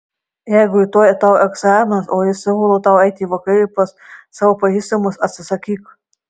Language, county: Lithuanian, Marijampolė